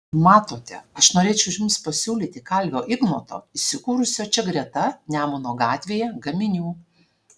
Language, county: Lithuanian, Alytus